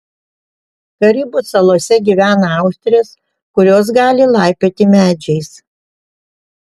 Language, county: Lithuanian, Panevėžys